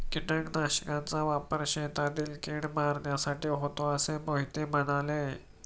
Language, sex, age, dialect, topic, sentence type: Marathi, male, 25-30, Standard Marathi, agriculture, statement